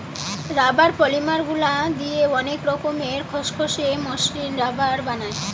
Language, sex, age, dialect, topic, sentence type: Bengali, female, 18-24, Western, agriculture, statement